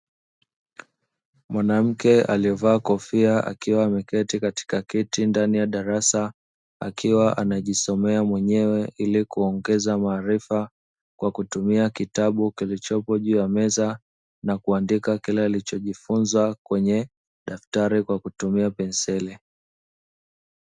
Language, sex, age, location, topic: Swahili, male, 25-35, Dar es Salaam, education